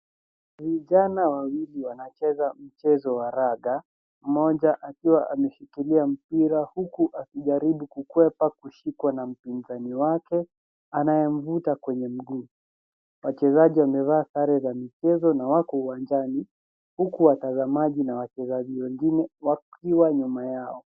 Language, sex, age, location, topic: Swahili, female, 18-24, Nairobi, education